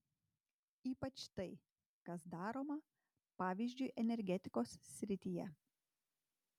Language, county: Lithuanian, Tauragė